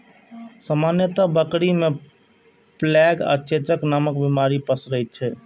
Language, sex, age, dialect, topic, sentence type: Maithili, male, 18-24, Eastern / Thethi, agriculture, statement